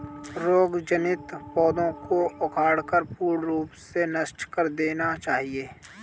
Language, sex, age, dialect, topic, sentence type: Hindi, male, 18-24, Kanauji Braj Bhasha, agriculture, statement